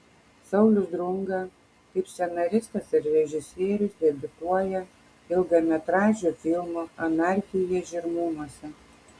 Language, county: Lithuanian, Kaunas